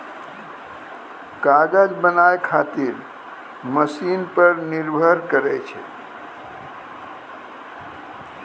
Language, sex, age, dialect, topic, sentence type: Maithili, male, 60-100, Angika, agriculture, statement